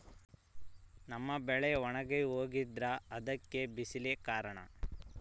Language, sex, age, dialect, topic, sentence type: Kannada, male, 25-30, Central, agriculture, question